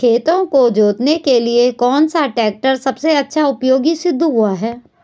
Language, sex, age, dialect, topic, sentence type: Hindi, female, 41-45, Garhwali, agriculture, question